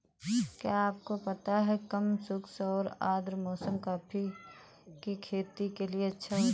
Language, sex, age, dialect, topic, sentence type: Hindi, female, 18-24, Awadhi Bundeli, agriculture, statement